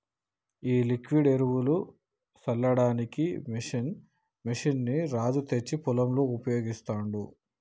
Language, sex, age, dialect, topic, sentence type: Telugu, male, 25-30, Telangana, agriculture, statement